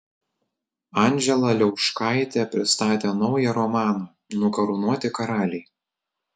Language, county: Lithuanian, Telšiai